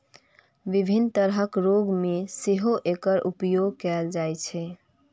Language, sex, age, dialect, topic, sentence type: Maithili, female, 18-24, Eastern / Thethi, agriculture, statement